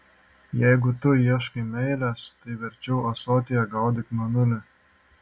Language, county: Lithuanian, Šiauliai